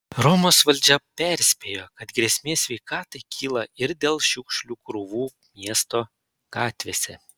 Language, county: Lithuanian, Panevėžys